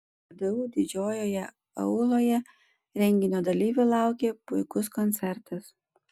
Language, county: Lithuanian, Panevėžys